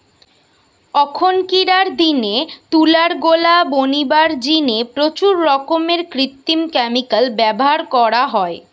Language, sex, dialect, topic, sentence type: Bengali, female, Western, agriculture, statement